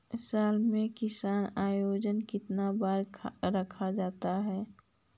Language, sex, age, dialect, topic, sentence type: Magahi, female, 60-100, Central/Standard, agriculture, question